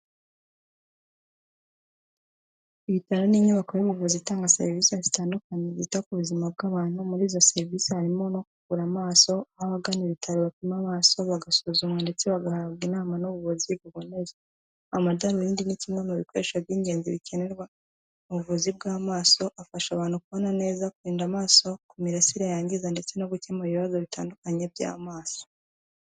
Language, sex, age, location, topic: Kinyarwanda, female, 18-24, Kigali, health